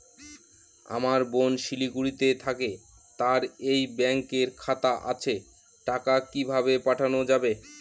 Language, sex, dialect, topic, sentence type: Bengali, male, Northern/Varendri, banking, question